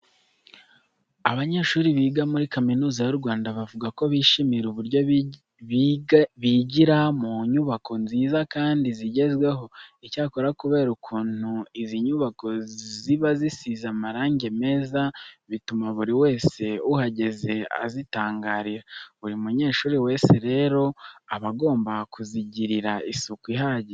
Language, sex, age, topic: Kinyarwanda, male, 18-24, education